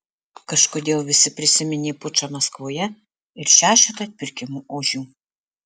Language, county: Lithuanian, Alytus